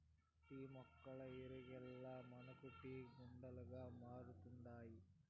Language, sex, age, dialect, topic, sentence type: Telugu, male, 46-50, Southern, agriculture, statement